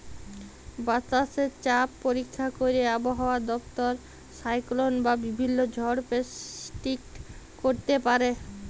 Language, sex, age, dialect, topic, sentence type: Bengali, female, 31-35, Jharkhandi, agriculture, statement